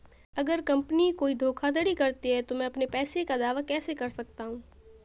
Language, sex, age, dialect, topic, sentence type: Hindi, female, 18-24, Marwari Dhudhari, banking, question